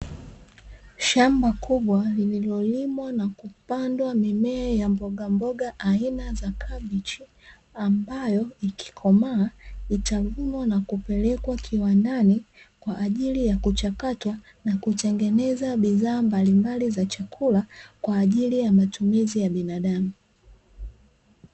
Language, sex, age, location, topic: Swahili, female, 25-35, Dar es Salaam, agriculture